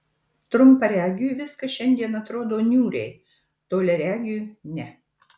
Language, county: Lithuanian, Marijampolė